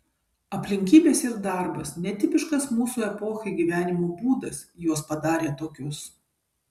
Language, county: Lithuanian, Kaunas